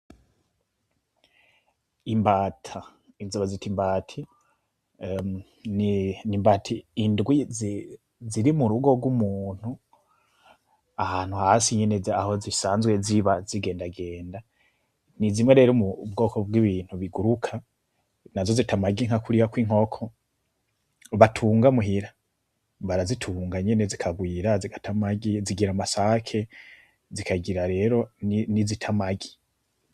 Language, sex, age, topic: Rundi, male, 25-35, agriculture